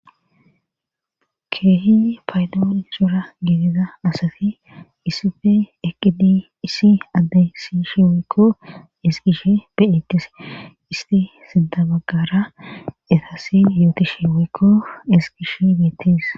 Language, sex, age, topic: Gamo, female, 36-49, government